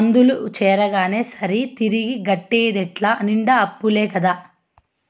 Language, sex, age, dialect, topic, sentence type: Telugu, female, 25-30, Southern, agriculture, statement